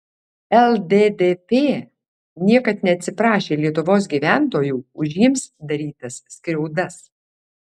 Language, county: Lithuanian, Alytus